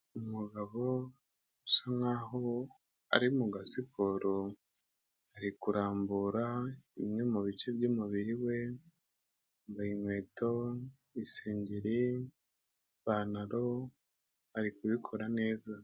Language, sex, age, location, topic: Kinyarwanda, male, 25-35, Kigali, health